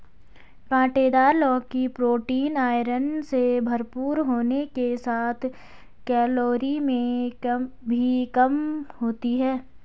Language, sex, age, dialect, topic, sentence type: Hindi, female, 18-24, Garhwali, agriculture, statement